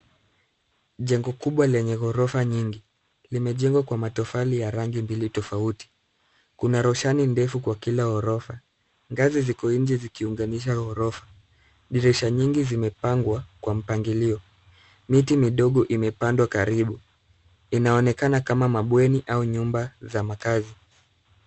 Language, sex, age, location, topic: Swahili, male, 50+, Nairobi, education